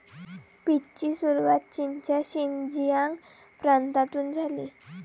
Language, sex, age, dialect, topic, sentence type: Marathi, female, 18-24, Varhadi, agriculture, statement